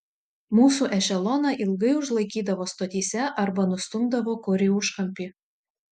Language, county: Lithuanian, Šiauliai